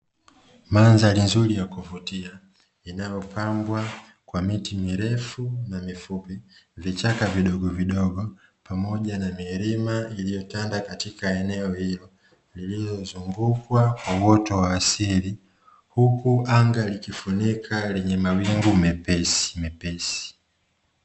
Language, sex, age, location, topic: Swahili, male, 25-35, Dar es Salaam, agriculture